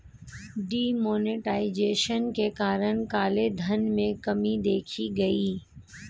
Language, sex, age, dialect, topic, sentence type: Hindi, female, 41-45, Hindustani Malvi Khadi Boli, banking, statement